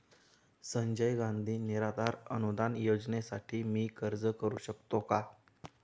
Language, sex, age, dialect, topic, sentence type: Marathi, male, 18-24, Standard Marathi, banking, question